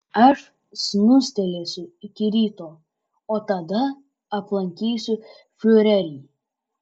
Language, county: Lithuanian, Alytus